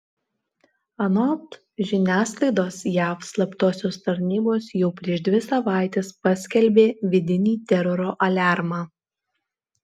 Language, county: Lithuanian, Alytus